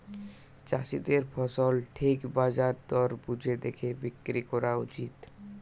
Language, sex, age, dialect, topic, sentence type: Bengali, male, 18-24, Western, agriculture, statement